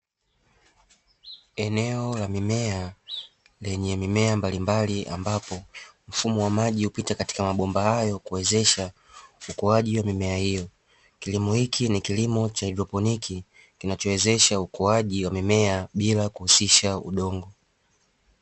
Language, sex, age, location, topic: Swahili, male, 25-35, Dar es Salaam, agriculture